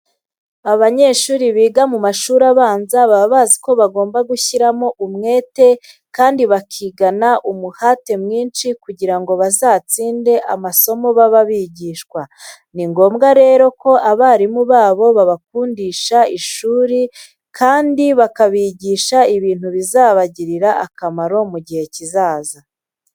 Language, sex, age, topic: Kinyarwanda, female, 25-35, education